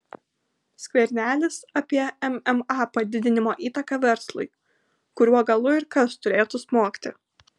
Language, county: Lithuanian, Kaunas